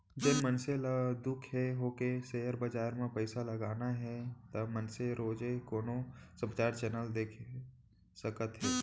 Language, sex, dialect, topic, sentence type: Chhattisgarhi, male, Central, banking, statement